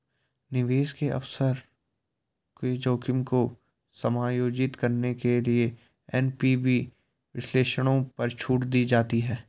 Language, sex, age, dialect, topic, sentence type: Hindi, male, 18-24, Garhwali, banking, statement